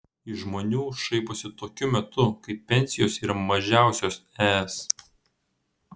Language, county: Lithuanian, Vilnius